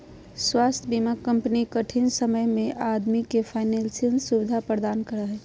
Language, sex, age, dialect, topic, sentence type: Magahi, female, 31-35, Southern, banking, statement